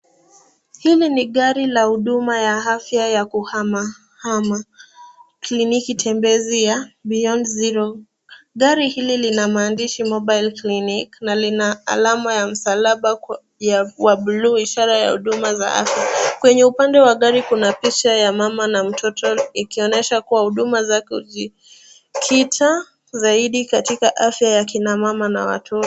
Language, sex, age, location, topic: Swahili, female, 18-24, Nairobi, health